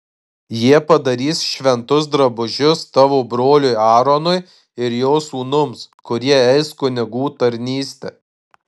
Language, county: Lithuanian, Marijampolė